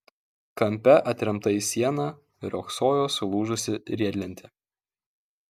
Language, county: Lithuanian, Kaunas